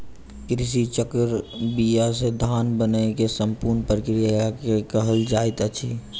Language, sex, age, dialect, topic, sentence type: Maithili, male, 25-30, Southern/Standard, agriculture, statement